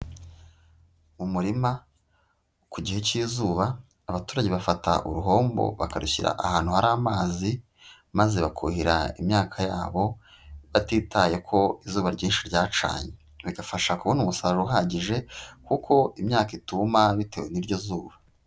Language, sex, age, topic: Kinyarwanda, female, 25-35, agriculture